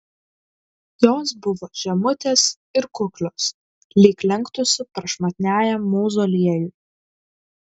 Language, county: Lithuanian, Kaunas